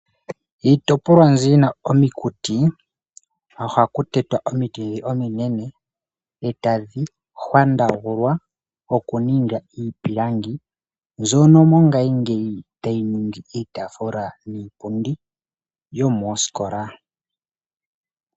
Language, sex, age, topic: Oshiwambo, male, 25-35, finance